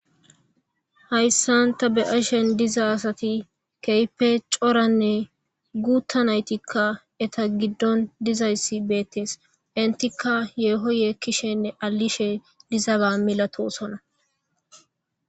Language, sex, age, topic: Gamo, male, 18-24, government